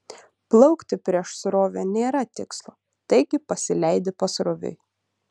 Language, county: Lithuanian, Utena